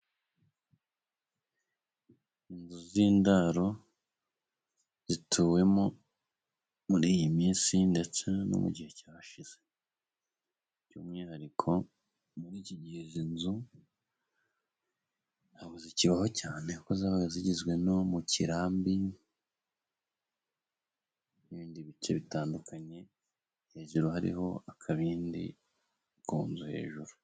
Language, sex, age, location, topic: Kinyarwanda, male, 25-35, Musanze, government